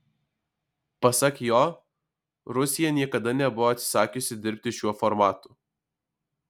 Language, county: Lithuanian, Alytus